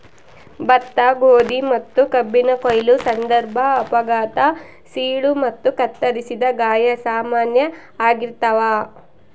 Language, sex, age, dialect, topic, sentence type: Kannada, female, 56-60, Central, agriculture, statement